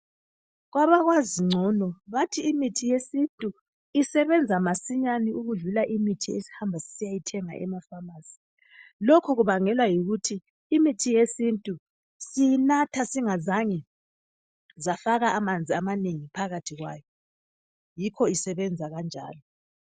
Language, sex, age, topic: North Ndebele, female, 36-49, health